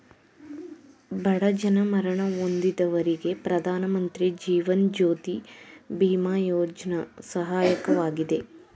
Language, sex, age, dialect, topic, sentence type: Kannada, female, 18-24, Mysore Kannada, banking, statement